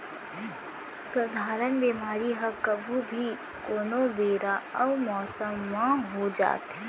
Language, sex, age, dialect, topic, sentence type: Chhattisgarhi, female, 18-24, Central, agriculture, statement